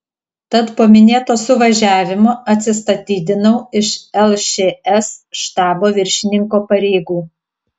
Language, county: Lithuanian, Telšiai